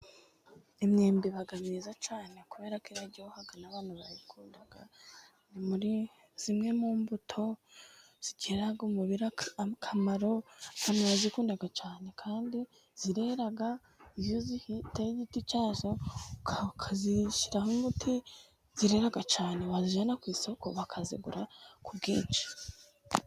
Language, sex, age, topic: Kinyarwanda, female, 18-24, agriculture